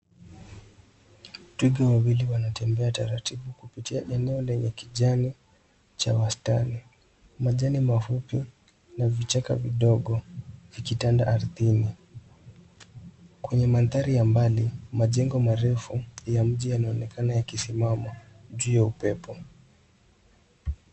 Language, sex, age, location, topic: Swahili, male, 18-24, Nairobi, government